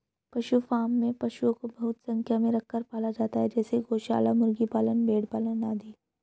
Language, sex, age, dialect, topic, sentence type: Hindi, female, 25-30, Hindustani Malvi Khadi Boli, agriculture, statement